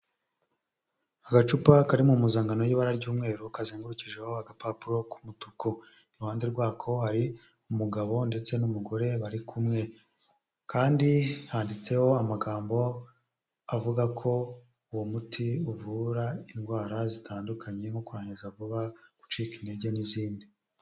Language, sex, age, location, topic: Kinyarwanda, male, 25-35, Huye, health